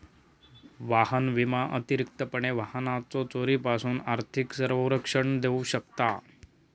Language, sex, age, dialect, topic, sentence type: Marathi, male, 36-40, Southern Konkan, banking, statement